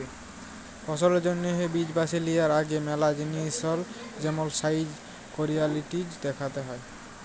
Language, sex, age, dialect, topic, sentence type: Bengali, male, 18-24, Jharkhandi, agriculture, statement